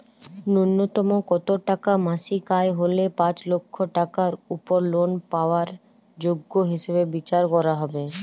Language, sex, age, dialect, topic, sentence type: Bengali, female, 41-45, Jharkhandi, banking, question